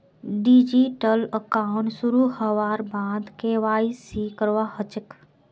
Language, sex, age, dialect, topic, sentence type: Magahi, female, 18-24, Northeastern/Surjapuri, banking, statement